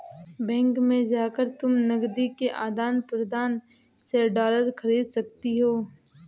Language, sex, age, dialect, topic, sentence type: Hindi, female, 18-24, Awadhi Bundeli, banking, statement